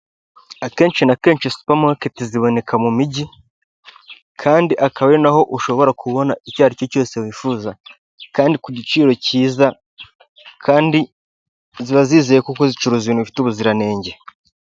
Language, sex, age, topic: Kinyarwanda, male, 18-24, finance